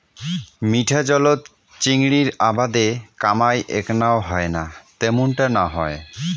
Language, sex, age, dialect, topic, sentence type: Bengali, male, 25-30, Rajbangshi, agriculture, statement